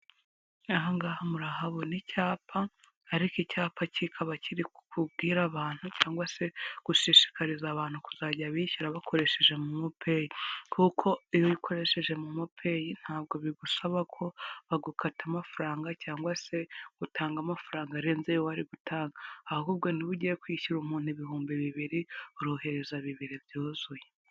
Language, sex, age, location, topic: Kinyarwanda, female, 18-24, Huye, finance